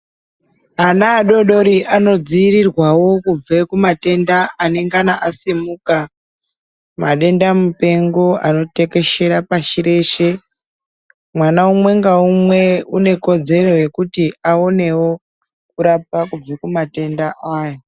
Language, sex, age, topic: Ndau, male, 18-24, health